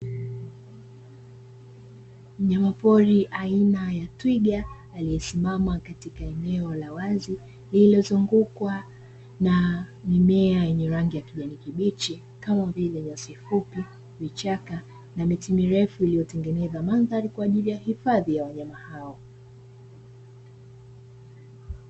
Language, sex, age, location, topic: Swahili, female, 25-35, Dar es Salaam, agriculture